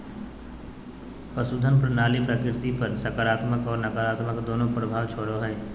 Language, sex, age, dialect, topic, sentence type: Magahi, male, 18-24, Southern, agriculture, statement